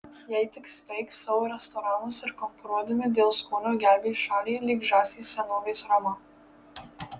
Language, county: Lithuanian, Marijampolė